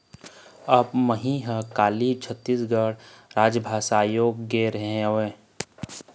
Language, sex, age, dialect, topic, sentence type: Chhattisgarhi, male, 25-30, Eastern, banking, statement